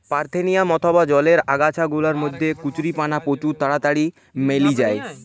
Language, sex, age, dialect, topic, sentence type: Bengali, male, 18-24, Western, agriculture, statement